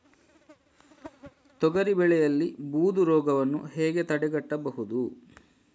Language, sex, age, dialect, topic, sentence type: Kannada, male, 56-60, Coastal/Dakshin, agriculture, question